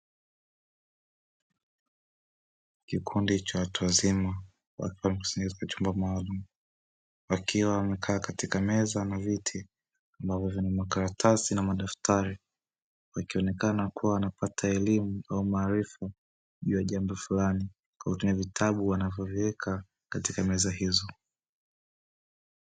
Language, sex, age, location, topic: Swahili, male, 25-35, Dar es Salaam, education